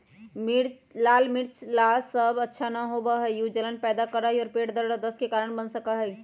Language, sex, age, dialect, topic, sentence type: Magahi, female, 25-30, Western, agriculture, statement